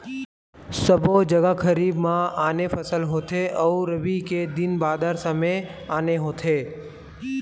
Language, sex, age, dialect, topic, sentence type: Chhattisgarhi, male, 18-24, Western/Budati/Khatahi, agriculture, statement